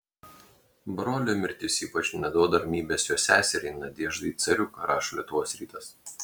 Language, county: Lithuanian, Klaipėda